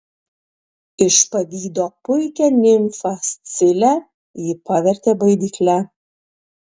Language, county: Lithuanian, Panevėžys